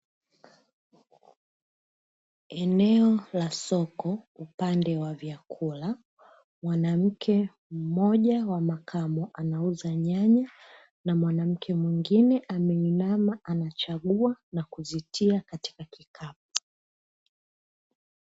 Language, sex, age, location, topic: Swahili, female, 18-24, Dar es Salaam, finance